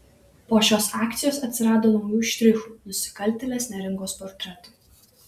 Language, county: Lithuanian, Šiauliai